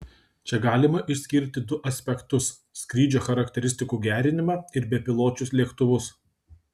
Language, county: Lithuanian, Kaunas